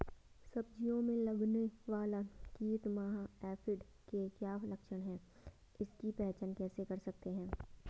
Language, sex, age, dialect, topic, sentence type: Hindi, female, 18-24, Garhwali, agriculture, question